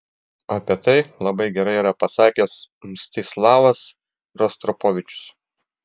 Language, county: Lithuanian, Klaipėda